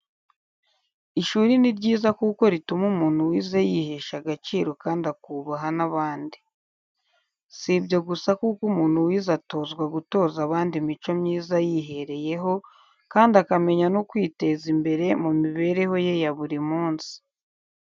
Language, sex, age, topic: Kinyarwanda, female, 18-24, education